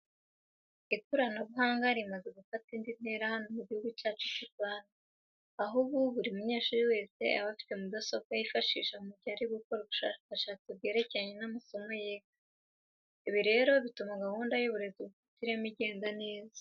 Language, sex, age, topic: Kinyarwanda, female, 18-24, education